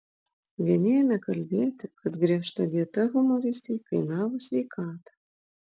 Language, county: Lithuanian, Vilnius